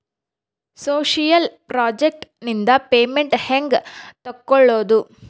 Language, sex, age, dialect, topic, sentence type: Kannada, female, 31-35, Central, banking, question